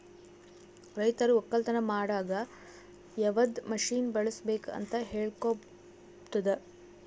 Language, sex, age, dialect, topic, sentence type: Kannada, female, 18-24, Northeastern, agriculture, statement